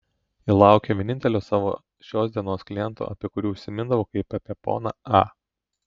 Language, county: Lithuanian, Telšiai